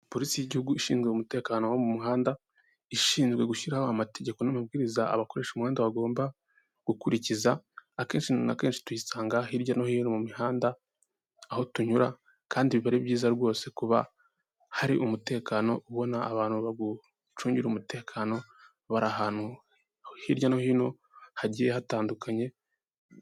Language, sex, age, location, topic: Kinyarwanda, male, 18-24, Kigali, government